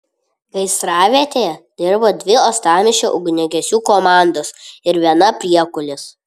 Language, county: Lithuanian, Vilnius